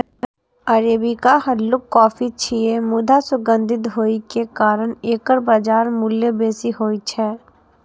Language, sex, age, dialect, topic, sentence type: Maithili, female, 18-24, Eastern / Thethi, agriculture, statement